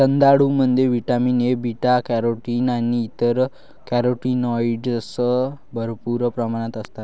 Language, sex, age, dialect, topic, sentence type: Marathi, male, 51-55, Varhadi, agriculture, statement